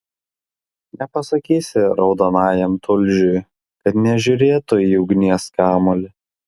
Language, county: Lithuanian, Klaipėda